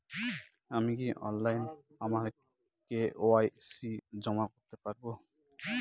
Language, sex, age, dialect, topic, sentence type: Bengali, male, 31-35, Northern/Varendri, banking, question